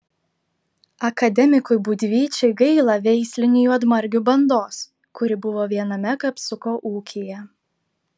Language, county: Lithuanian, Klaipėda